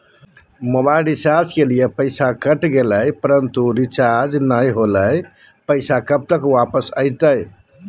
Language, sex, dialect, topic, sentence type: Magahi, male, Southern, banking, question